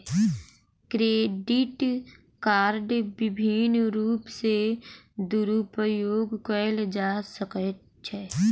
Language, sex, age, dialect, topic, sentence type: Maithili, female, 18-24, Southern/Standard, banking, statement